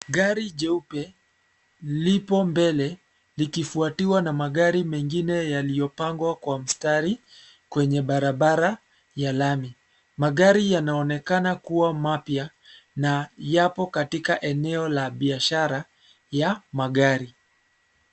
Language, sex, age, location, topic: Swahili, male, 25-35, Nairobi, finance